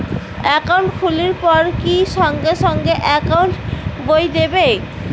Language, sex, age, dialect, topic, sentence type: Bengali, female, 25-30, Rajbangshi, banking, question